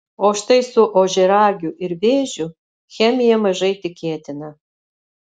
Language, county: Lithuanian, Alytus